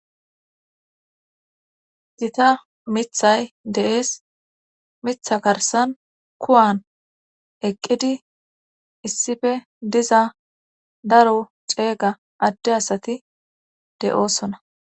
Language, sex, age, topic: Gamo, female, 25-35, government